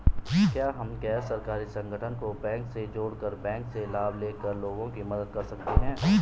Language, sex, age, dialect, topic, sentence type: Hindi, male, 18-24, Garhwali, banking, question